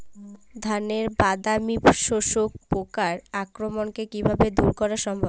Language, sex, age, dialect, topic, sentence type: Bengali, female, <18, Jharkhandi, agriculture, question